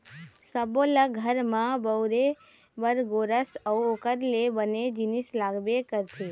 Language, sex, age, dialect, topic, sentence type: Chhattisgarhi, male, 41-45, Eastern, agriculture, statement